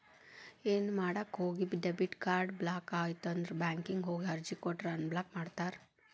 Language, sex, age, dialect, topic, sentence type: Kannada, female, 31-35, Dharwad Kannada, banking, statement